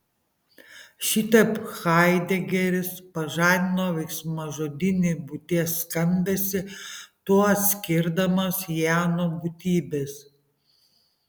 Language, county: Lithuanian, Panevėžys